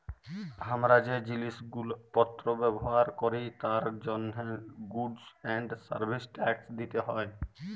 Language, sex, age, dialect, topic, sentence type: Bengali, male, 18-24, Jharkhandi, banking, statement